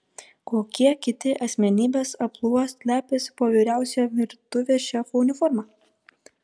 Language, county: Lithuanian, Kaunas